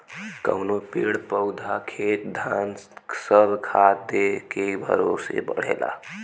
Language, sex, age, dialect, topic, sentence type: Bhojpuri, female, 18-24, Western, agriculture, statement